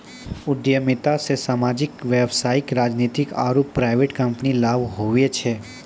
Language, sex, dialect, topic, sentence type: Maithili, male, Angika, banking, statement